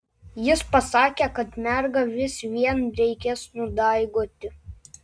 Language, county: Lithuanian, Klaipėda